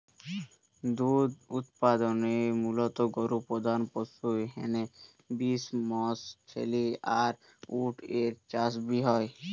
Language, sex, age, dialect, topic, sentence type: Bengali, male, 18-24, Western, agriculture, statement